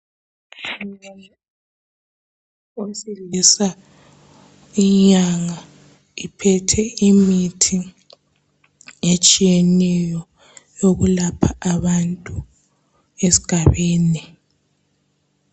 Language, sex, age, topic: North Ndebele, male, 36-49, health